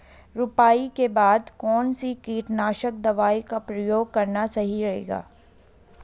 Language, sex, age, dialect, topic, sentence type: Hindi, female, 18-24, Garhwali, agriculture, question